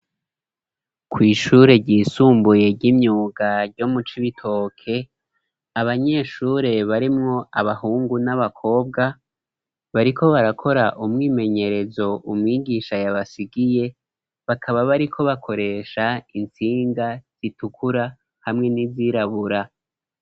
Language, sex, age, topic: Rundi, male, 25-35, education